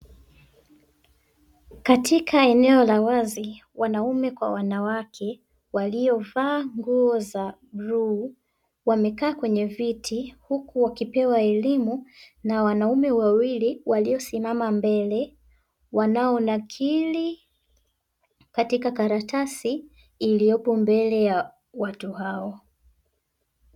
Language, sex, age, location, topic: Swahili, female, 18-24, Dar es Salaam, education